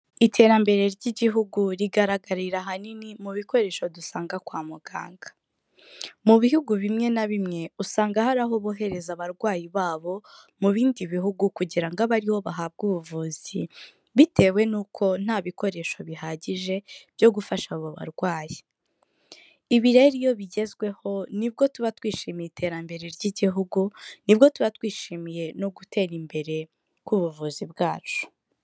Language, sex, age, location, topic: Kinyarwanda, female, 25-35, Kigali, health